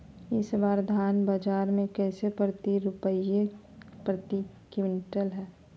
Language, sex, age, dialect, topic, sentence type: Magahi, female, 36-40, Southern, agriculture, question